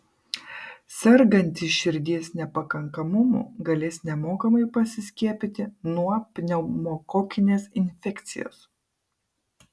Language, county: Lithuanian, Kaunas